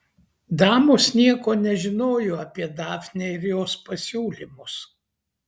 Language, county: Lithuanian, Kaunas